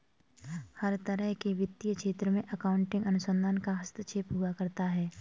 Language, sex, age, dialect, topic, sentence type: Hindi, female, 18-24, Kanauji Braj Bhasha, banking, statement